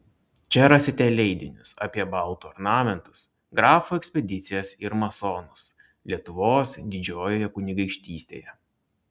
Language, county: Lithuanian, Klaipėda